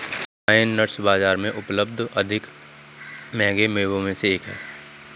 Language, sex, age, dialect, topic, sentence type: Hindi, male, 25-30, Kanauji Braj Bhasha, agriculture, statement